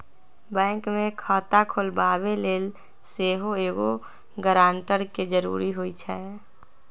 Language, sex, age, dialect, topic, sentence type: Magahi, female, 60-100, Western, banking, statement